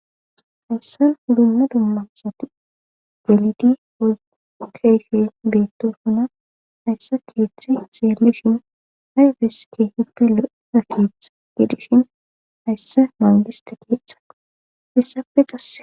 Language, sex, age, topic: Gamo, female, 25-35, government